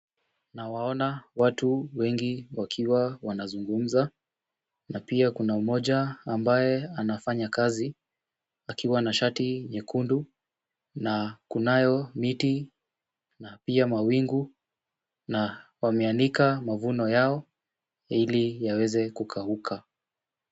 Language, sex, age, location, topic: Swahili, male, 18-24, Kisumu, agriculture